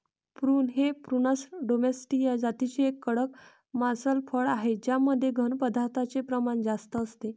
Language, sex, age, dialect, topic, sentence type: Marathi, female, 25-30, Varhadi, agriculture, statement